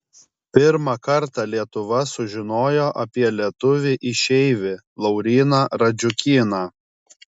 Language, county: Lithuanian, Kaunas